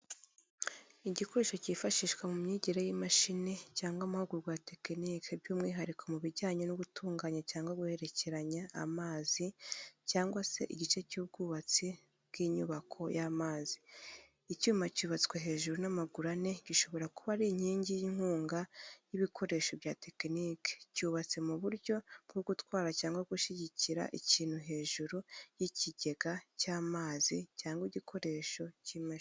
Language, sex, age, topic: Kinyarwanda, female, 25-35, education